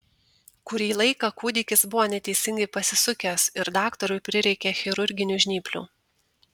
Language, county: Lithuanian, Tauragė